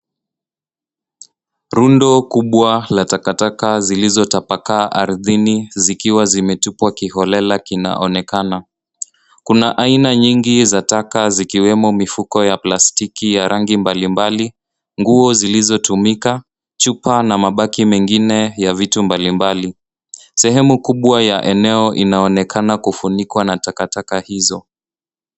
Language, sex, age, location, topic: Swahili, male, 18-24, Nairobi, government